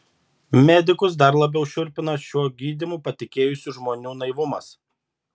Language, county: Lithuanian, Šiauliai